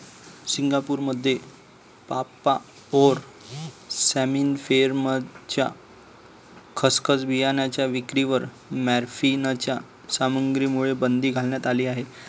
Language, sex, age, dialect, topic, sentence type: Marathi, male, 25-30, Northern Konkan, agriculture, statement